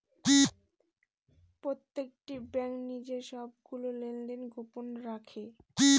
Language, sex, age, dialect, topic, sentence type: Bengali, female, 18-24, Northern/Varendri, banking, statement